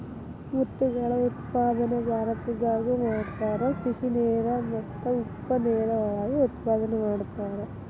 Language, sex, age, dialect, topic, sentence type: Kannada, female, 18-24, Dharwad Kannada, agriculture, statement